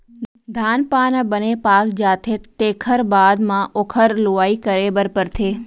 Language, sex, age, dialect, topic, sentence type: Chhattisgarhi, female, 18-24, Central, agriculture, statement